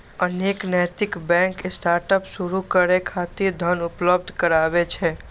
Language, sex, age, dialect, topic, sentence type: Maithili, male, 18-24, Eastern / Thethi, banking, statement